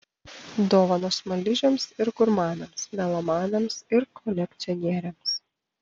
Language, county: Lithuanian, Panevėžys